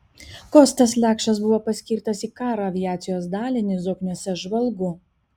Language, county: Lithuanian, Kaunas